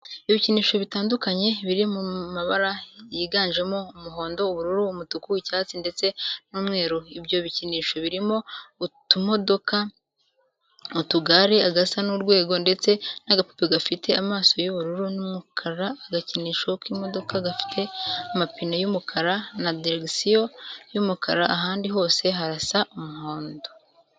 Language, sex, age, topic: Kinyarwanda, female, 18-24, education